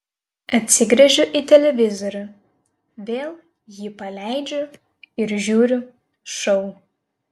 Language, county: Lithuanian, Vilnius